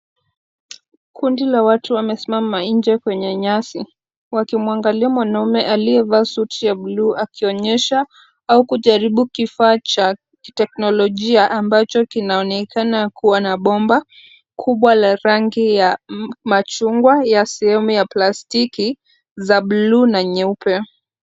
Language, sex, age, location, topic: Swahili, female, 25-35, Kisumu, health